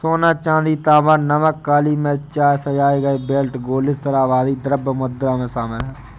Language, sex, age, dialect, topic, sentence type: Hindi, male, 18-24, Awadhi Bundeli, banking, statement